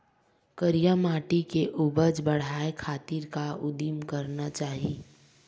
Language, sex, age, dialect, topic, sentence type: Chhattisgarhi, female, 18-24, Western/Budati/Khatahi, agriculture, question